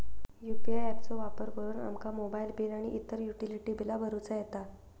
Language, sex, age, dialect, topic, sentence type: Marathi, female, 18-24, Southern Konkan, banking, statement